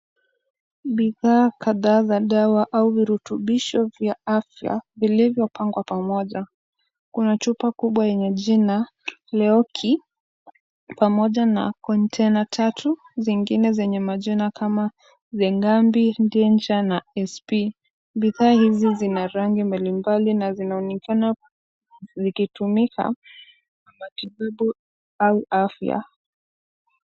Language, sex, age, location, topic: Swahili, female, 25-35, Kisumu, health